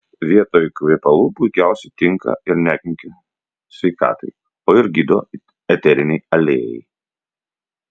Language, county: Lithuanian, Vilnius